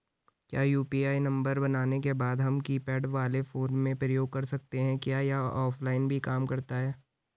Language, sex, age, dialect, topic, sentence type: Hindi, male, 18-24, Garhwali, banking, question